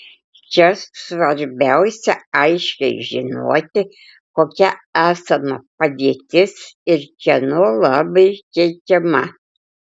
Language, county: Lithuanian, Klaipėda